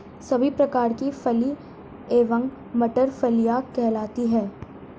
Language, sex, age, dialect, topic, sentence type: Hindi, female, 36-40, Marwari Dhudhari, agriculture, statement